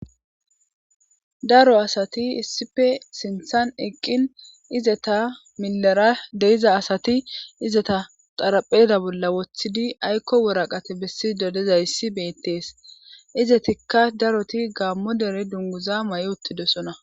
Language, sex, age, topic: Gamo, female, 25-35, government